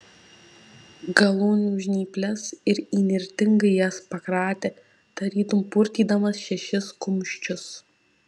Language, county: Lithuanian, Šiauliai